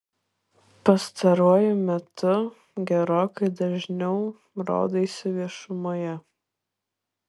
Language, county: Lithuanian, Šiauliai